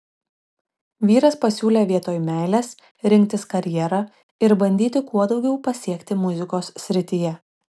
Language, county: Lithuanian, Šiauliai